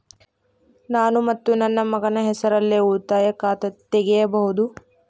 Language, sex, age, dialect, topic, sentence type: Kannada, female, 18-24, Dharwad Kannada, banking, question